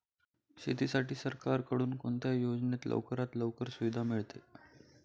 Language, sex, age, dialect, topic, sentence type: Marathi, male, 25-30, Standard Marathi, agriculture, question